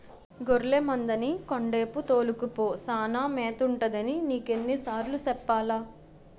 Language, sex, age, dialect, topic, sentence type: Telugu, male, 51-55, Utterandhra, agriculture, statement